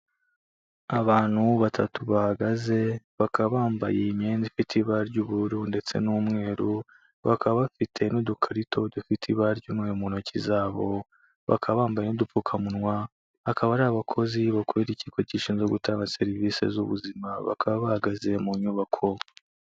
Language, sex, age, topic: Kinyarwanda, male, 18-24, health